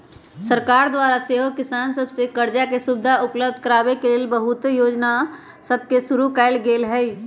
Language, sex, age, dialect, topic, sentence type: Magahi, female, 25-30, Western, agriculture, statement